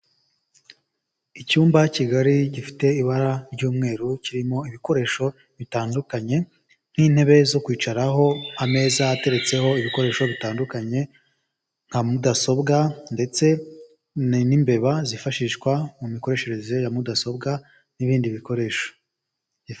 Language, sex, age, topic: Kinyarwanda, male, 18-24, health